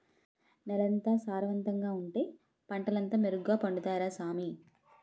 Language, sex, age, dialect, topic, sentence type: Telugu, female, 18-24, Utterandhra, agriculture, statement